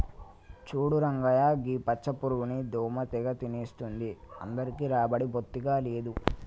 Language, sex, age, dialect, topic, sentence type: Telugu, male, 18-24, Telangana, agriculture, statement